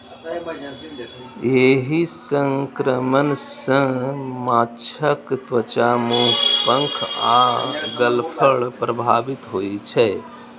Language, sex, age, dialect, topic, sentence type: Maithili, male, 18-24, Eastern / Thethi, agriculture, statement